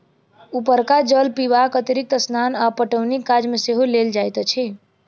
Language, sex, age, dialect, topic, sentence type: Maithili, female, 60-100, Southern/Standard, agriculture, statement